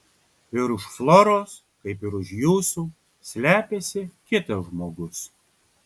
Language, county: Lithuanian, Kaunas